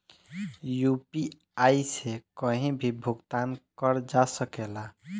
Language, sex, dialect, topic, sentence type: Bhojpuri, male, Northern, banking, question